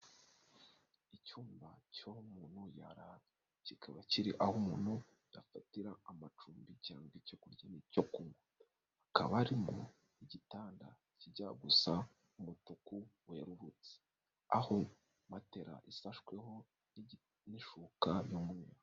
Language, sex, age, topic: Kinyarwanda, male, 25-35, finance